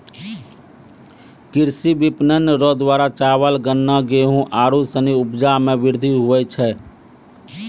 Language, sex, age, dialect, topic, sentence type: Maithili, male, 25-30, Angika, agriculture, statement